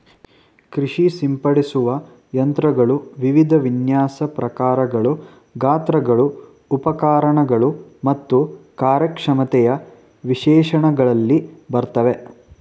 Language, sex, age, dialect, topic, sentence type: Kannada, male, 18-24, Mysore Kannada, agriculture, statement